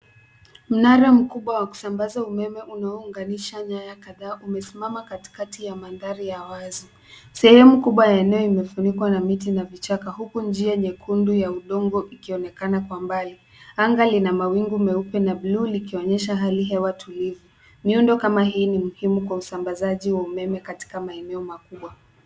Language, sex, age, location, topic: Swahili, female, 18-24, Nairobi, government